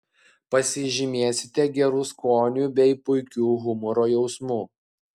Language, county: Lithuanian, Klaipėda